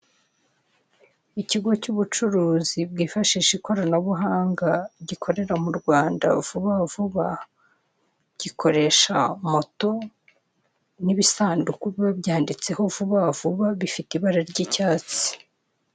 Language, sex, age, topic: Kinyarwanda, female, 36-49, finance